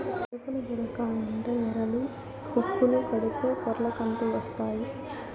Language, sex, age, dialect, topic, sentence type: Telugu, male, 18-24, Southern, agriculture, statement